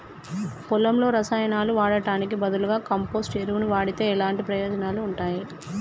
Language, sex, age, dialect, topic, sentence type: Telugu, female, 31-35, Telangana, agriculture, question